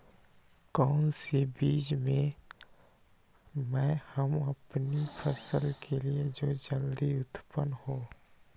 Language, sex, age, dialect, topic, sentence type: Magahi, male, 25-30, Western, agriculture, question